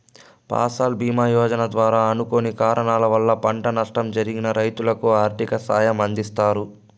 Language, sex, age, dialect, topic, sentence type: Telugu, male, 25-30, Southern, agriculture, statement